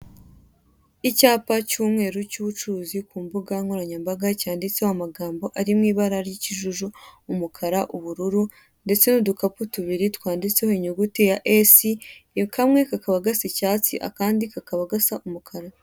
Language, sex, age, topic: Kinyarwanda, female, 18-24, finance